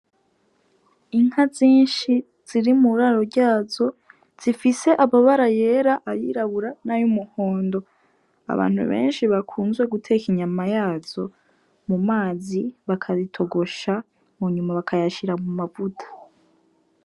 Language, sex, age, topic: Rundi, female, 18-24, agriculture